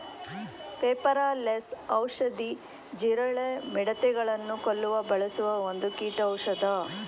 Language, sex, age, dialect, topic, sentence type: Kannada, female, 51-55, Mysore Kannada, agriculture, statement